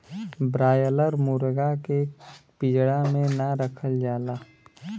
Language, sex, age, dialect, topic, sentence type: Bhojpuri, male, 18-24, Western, agriculture, statement